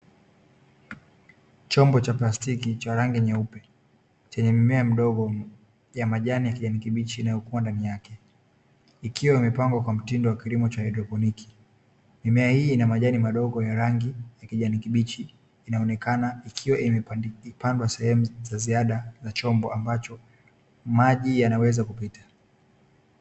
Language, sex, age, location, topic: Swahili, male, 18-24, Dar es Salaam, agriculture